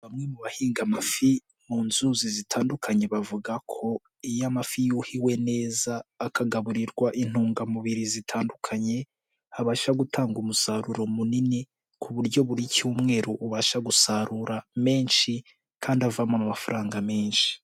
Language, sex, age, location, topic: Kinyarwanda, male, 18-24, Nyagatare, agriculture